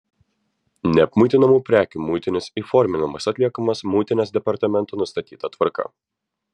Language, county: Lithuanian, Vilnius